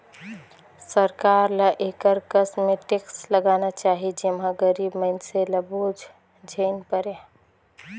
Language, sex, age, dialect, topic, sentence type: Chhattisgarhi, female, 25-30, Northern/Bhandar, banking, statement